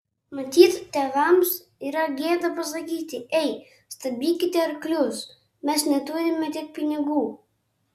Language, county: Lithuanian, Kaunas